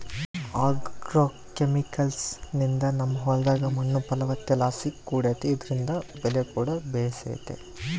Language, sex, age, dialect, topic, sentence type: Kannada, male, 31-35, Central, agriculture, statement